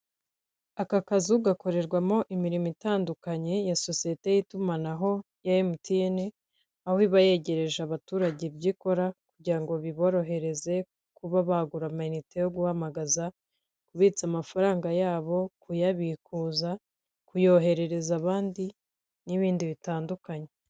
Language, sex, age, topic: Kinyarwanda, female, 25-35, finance